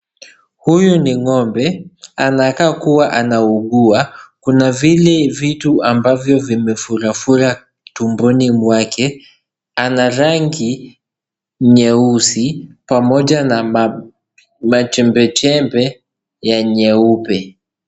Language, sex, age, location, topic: Swahili, male, 18-24, Kisii, agriculture